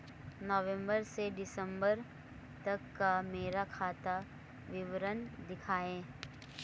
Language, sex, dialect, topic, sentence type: Hindi, female, Marwari Dhudhari, banking, question